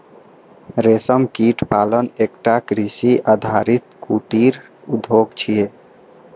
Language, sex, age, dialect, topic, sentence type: Maithili, male, 18-24, Eastern / Thethi, agriculture, statement